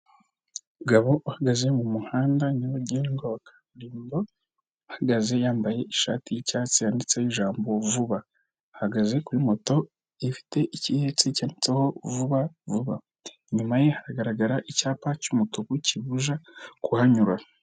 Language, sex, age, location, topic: Kinyarwanda, male, 25-35, Kigali, finance